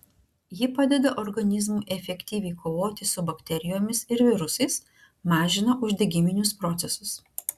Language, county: Lithuanian, Klaipėda